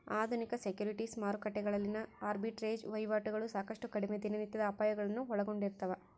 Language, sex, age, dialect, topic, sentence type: Kannada, female, 18-24, Central, banking, statement